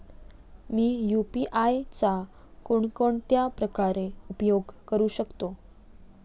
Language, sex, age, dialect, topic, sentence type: Marathi, female, 41-45, Standard Marathi, banking, question